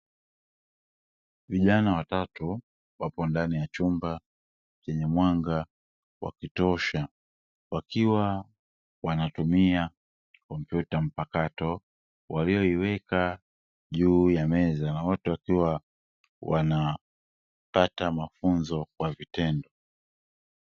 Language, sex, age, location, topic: Swahili, male, 18-24, Dar es Salaam, education